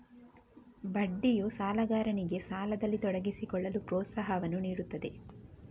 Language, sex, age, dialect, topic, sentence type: Kannada, female, 18-24, Coastal/Dakshin, banking, statement